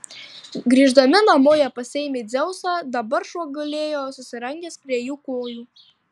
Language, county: Lithuanian, Tauragė